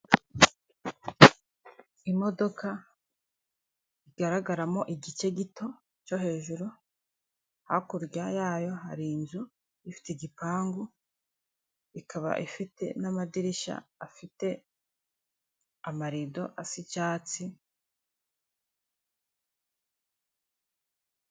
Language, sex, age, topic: Kinyarwanda, female, 25-35, government